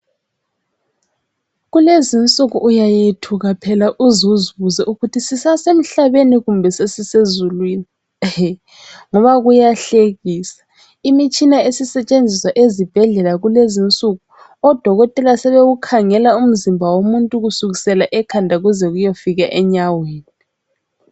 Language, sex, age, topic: North Ndebele, female, 18-24, health